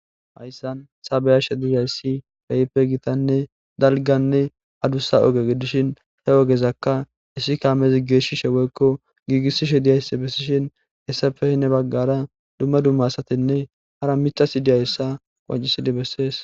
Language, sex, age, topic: Gamo, male, 18-24, government